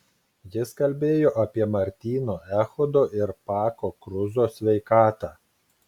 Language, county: Lithuanian, Klaipėda